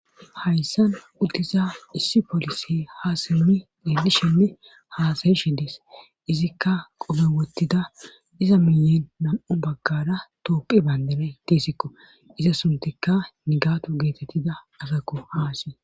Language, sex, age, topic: Gamo, female, 25-35, government